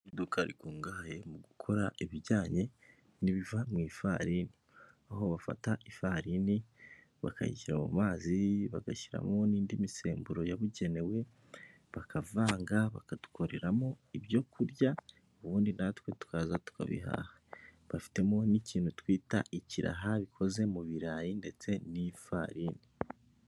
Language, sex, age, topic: Kinyarwanda, male, 25-35, finance